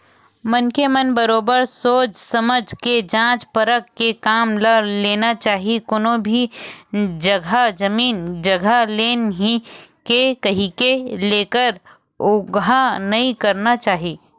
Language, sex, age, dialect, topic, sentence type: Chhattisgarhi, female, 36-40, Western/Budati/Khatahi, banking, statement